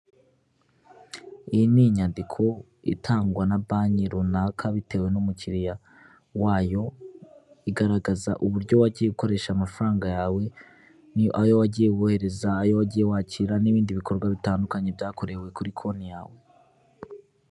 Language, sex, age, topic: Kinyarwanda, male, 25-35, finance